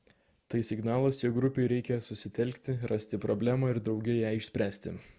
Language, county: Lithuanian, Vilnius